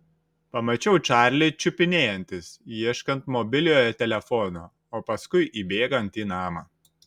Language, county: Lithuanian, Šiauliai